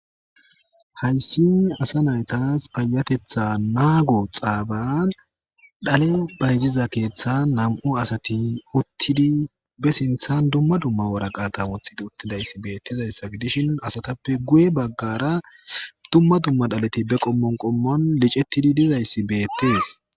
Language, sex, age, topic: Gamo, male, 25-35, government